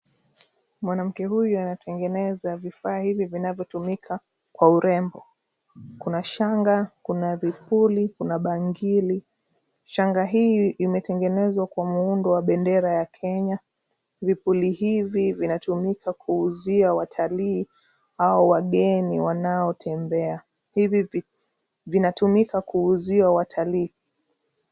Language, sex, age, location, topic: Swahili, female, 25-35, Nairobi, finance